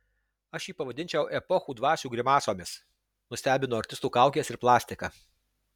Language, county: Lithuanian, Alytus